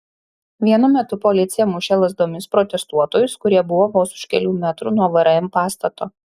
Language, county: Lithuanian, Šiauliai